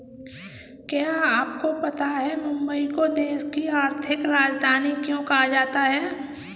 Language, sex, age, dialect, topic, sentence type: Hindi, female, 18-24, Kanauji Braj Bhasha, banking, statement